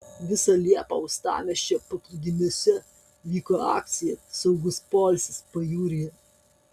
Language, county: Lithuanian, Kaunas